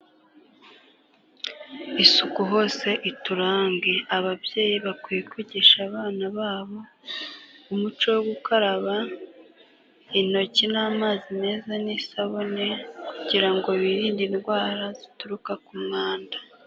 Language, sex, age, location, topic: Kinyarwanda, female, 18-24, Kigali, health